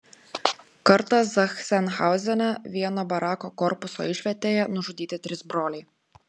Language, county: Lithuanian, Klaipėda